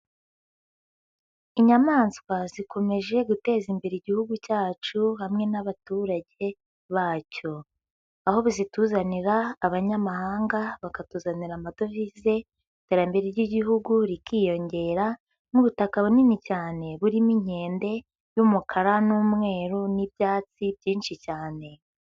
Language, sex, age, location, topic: Kinyarwanda, female, 18-24, Huye, agriculture